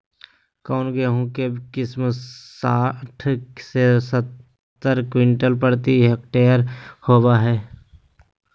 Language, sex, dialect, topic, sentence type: Magahi, male, Southern, agriculture, question